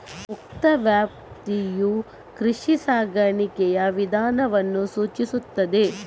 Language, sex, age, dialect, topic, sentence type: Kannada, female, 31-35, Coastal/Dakshin, agriculture, statement